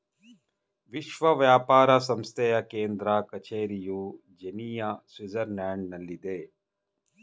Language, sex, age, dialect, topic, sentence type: Kannada, male, 46-50, Mysore Kannada, banking, statement